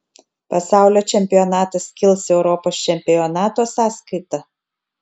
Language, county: Lithuanian, Telšiai